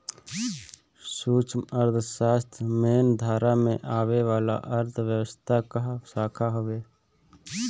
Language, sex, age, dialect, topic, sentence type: Bhojpuri, male, 25-30, Northern, banking, statement